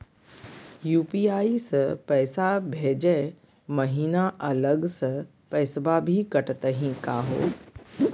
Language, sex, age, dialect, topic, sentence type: Magahi, female, 51-55, Southern, banking, question